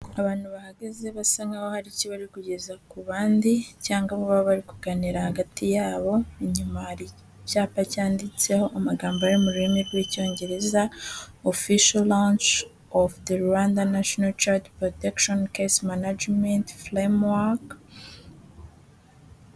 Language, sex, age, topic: Kinyarwanda, female, 18-24, health